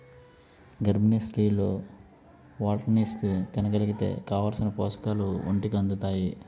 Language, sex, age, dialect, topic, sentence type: Telugu, male, 25-30, Utterandhra, agriculture, statement